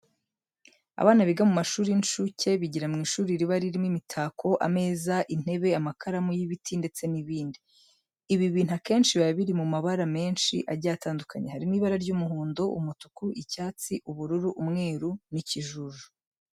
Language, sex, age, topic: Kinyarwanda, female, 25-35, education